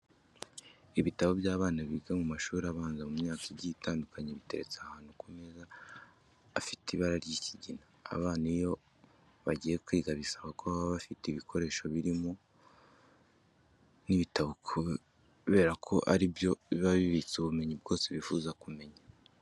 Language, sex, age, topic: Kinyarwanda, male, 25-35, education